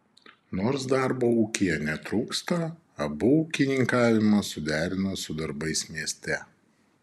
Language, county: Lithuanian, Šiauliai